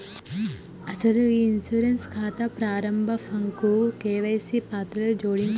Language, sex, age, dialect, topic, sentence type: Telugu, female, 41-45, Telangana, banking, statement